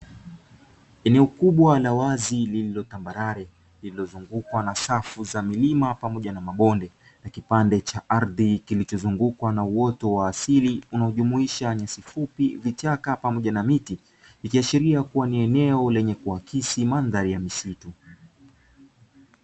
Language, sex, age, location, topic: Swahili, male, 25-35, Dar es Salaam, agriculture